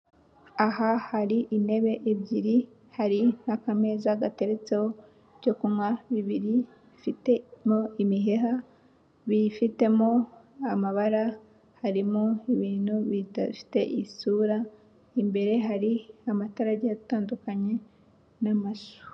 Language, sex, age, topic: Kinyarwanda, female, 18-24, finance